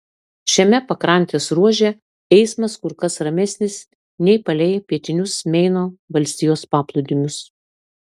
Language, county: Lithuanian, Klaipėda